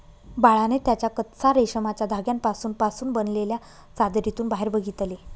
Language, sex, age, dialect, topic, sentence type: Marathi, female, 25-30, Northern Konkan, agriculture, statement